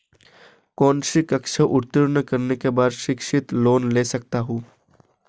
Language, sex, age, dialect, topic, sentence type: Hindi, female, 18-24, Marwari Dhudhari, banking, question